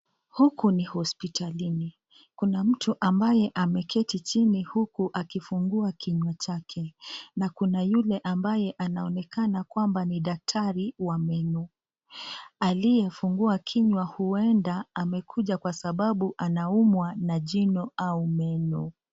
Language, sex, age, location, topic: Swahili, female, 25-35, Nakuru, health